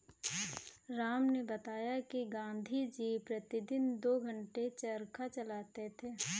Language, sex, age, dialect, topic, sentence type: Hindi, female, 18-24, Kanauji Braj Bhasha, agriculture, statement